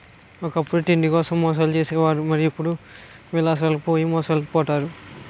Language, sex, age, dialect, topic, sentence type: Telugu, male, 51-55, Utterandhra, banking, statement